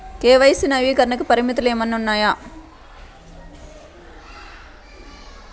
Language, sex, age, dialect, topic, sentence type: Telugu, male, 36-40, Central/Coastal, banking, question